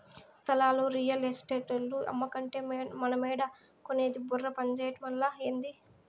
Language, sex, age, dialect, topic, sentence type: Telugu, female, 18-24, Southern, banking, statement